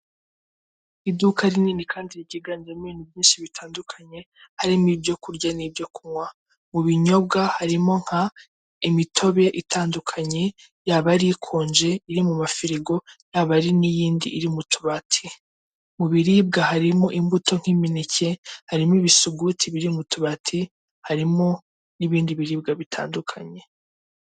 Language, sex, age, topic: Kinyarwanda, female, 18-24, finance